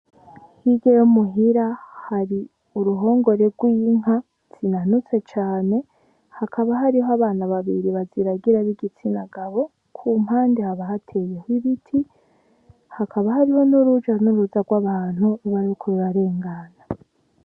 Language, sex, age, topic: Rundi, female, 18-24, agriculture